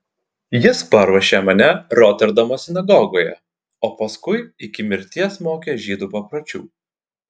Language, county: Lithuanian, Klaipėda